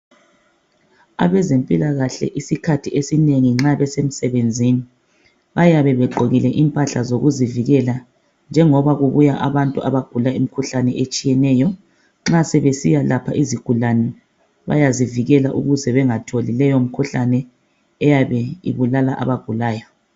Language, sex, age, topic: North Ndebele, male, 36-49, health